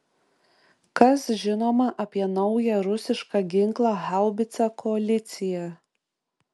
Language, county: Lithuanian, Šiauliai